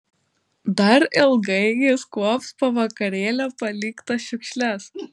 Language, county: Lithuanian, Panevėžys